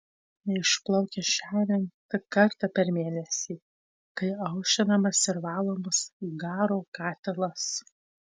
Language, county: Lithuanian, Tauragė